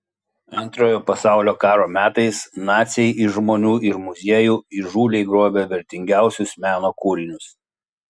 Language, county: Lithuanian, Klaipėda